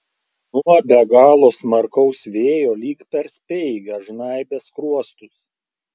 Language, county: Lithuanian, Klaipėda